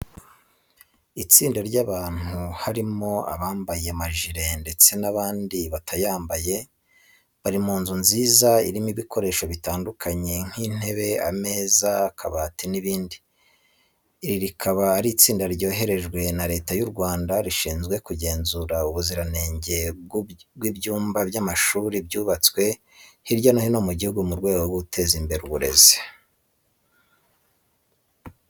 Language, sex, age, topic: Kinyarwanda, male, 25-35, education